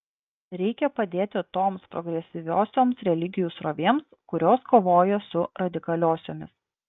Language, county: Lithuanian, Klaipėda